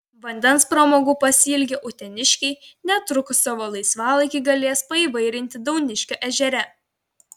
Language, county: Lithuanian, Vilnius